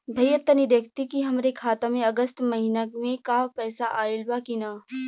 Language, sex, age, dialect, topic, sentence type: Bhojpuri, female, 41-45, Western, banking, question